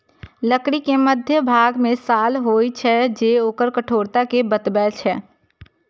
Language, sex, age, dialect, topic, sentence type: Maithili, female, 25-30, Eastern / Thethi, agriculture, statement